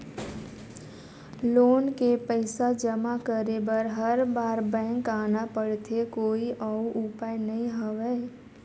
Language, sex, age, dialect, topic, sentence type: Chhattisgarhi, female, 51-55, Northern/Bhandar, banking, question